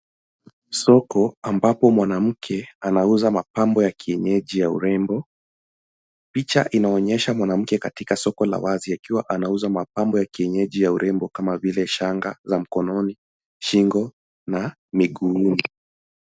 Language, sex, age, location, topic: Swahili, male, 18-24, Nairobi, finance